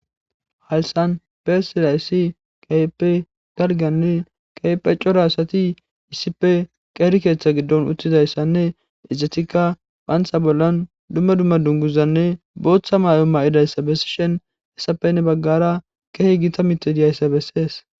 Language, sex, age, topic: Gamo, male, 18-24, government